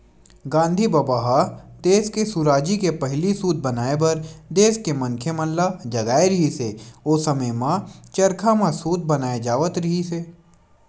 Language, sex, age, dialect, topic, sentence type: Chhattisgarhi, male, 18-24, Western/Budati/Khatahi, agriculture, statement